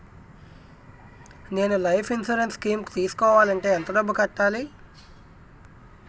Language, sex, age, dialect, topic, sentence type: Telugu, male, 18-24, Utterandhra, banking, question